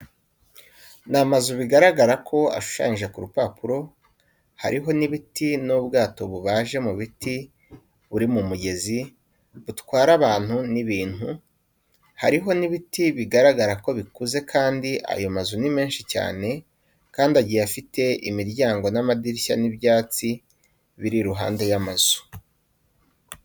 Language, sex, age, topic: Kinyarwanda, male, 25-35, education